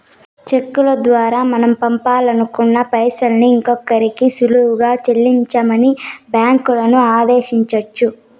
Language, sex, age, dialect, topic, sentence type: Telugu, female, 18-24, Southern, banking, statement